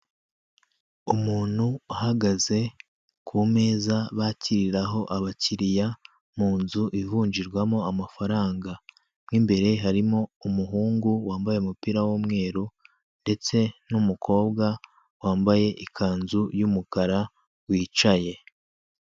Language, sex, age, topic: Kinyarwanda, male, 25-35, finance